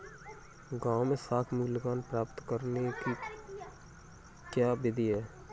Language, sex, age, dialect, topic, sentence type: Hindi, male, 18-24, Kanauji Braj Bhasha, banking, question